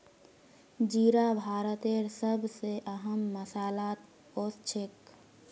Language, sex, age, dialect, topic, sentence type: Magahi, female, 18-24, Northeastern/Surjapuri, agriculture, statement